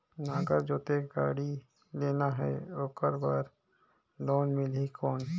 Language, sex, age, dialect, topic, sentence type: Chhattisgarhi, male, 18-24, Northern/Bhandar, agriculture, question